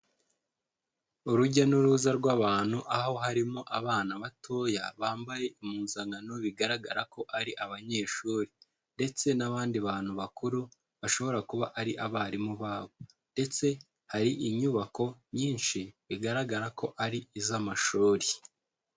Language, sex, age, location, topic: Kinyarwanda, male, 18-24, Huye, education